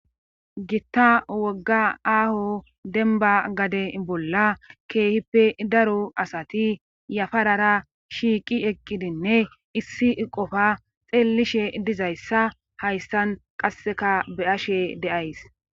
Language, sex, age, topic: Gamo, female, 25-35, government